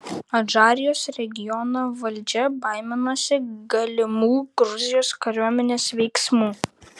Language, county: Lithuanian, Vilnius